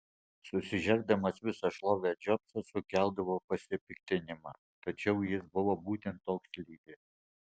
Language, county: Lithuanian, Alytus